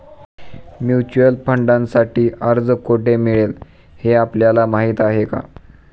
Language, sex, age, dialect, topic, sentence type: Marathi, male, 25-30, Standard Marathi, banking, statement